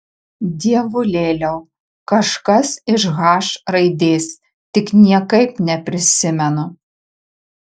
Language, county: Lithuanian, Marijampolė